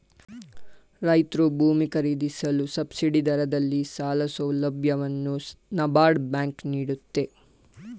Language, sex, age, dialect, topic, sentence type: Kannada, male, 18-24, Mysore Kannada, agriculture, statement